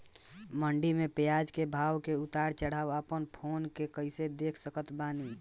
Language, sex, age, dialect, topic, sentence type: Bhojpuri, male, 18-24, Southern / Standard, agriculture, question